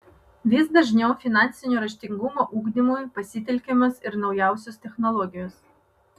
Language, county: Lithuanian, Vilnius